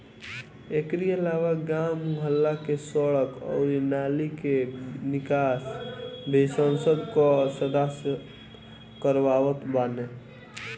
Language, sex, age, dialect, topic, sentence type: Bhojpuri, male, 18-24, Northern, banking, statement